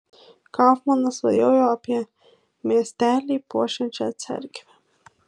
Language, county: Lithuanian, Marijampolė